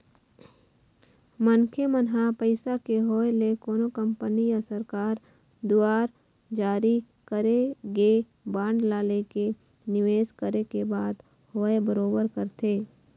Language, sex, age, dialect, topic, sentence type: Chhattisgarhi, female, 25-30, Eastern, banking, statement